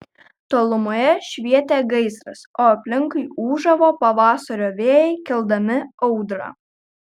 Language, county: Lithuanian, Kaunas